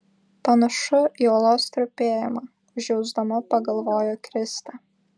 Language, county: Lithuanian, Vilnius